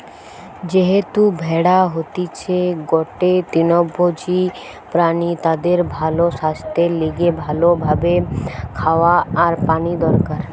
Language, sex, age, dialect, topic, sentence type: Bengali, female, 18-24, Western, agriculture, statement